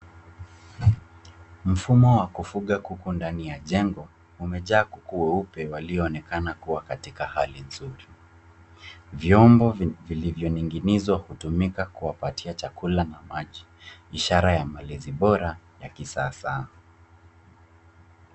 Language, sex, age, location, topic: Swahili, male, 25-35, Nairobi, agriculture